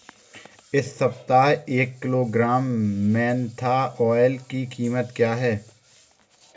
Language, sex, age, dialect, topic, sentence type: Hindi, male, 18-24, Awadhi Bundeli, agriculture, question